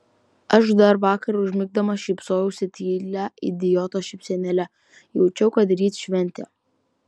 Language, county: Lithuanian, Vilnius